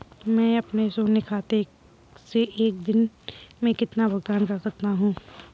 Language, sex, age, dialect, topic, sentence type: Hindi, female, 18-24, Kanauji Braj Bhasha, banking, question